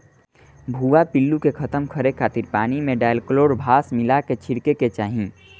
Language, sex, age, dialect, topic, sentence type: Bhojpuri, male, 18-24, Northern, agriculture, statement